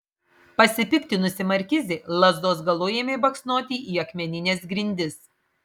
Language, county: Lithuanian, Marijampolė